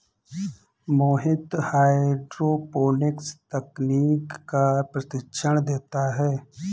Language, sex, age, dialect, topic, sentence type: Hindi, male, 25-30, Awadhi Bundeli, agriculture, statement